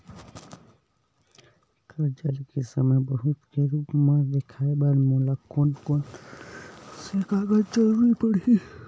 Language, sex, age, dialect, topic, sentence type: Chhattisgarhi, male, 18-24, Western/Budati/Khatahi, banking, statement